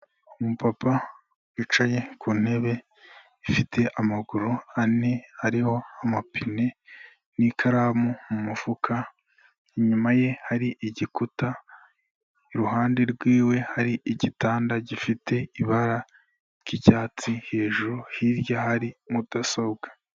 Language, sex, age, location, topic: Kinyarwanda, male, 18-24, Kigali, health